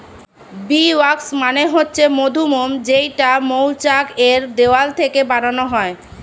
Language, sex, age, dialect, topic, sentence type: Bengali, female, 25-30, Standard Colloquial, agriculture, statement